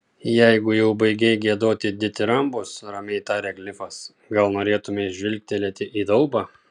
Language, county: Lithuanian, Kaunas